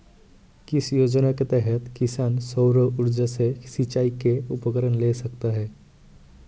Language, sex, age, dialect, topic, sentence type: Hindi, male, 18-24, Marwari Dhudhari, agriculture, question